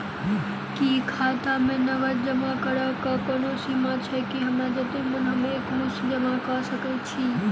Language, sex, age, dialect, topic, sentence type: Maithili, female, 18-24, Southern/Standard, banking, question